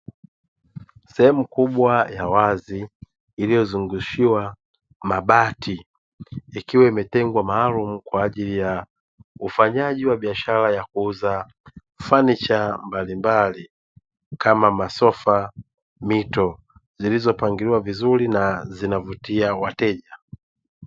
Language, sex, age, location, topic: Swahili, male, 18-24, Dar es Salaam, finance